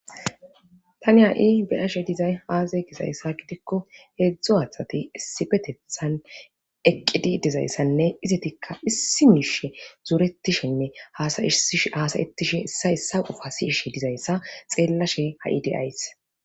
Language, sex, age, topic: Gamo, female, 25-35, government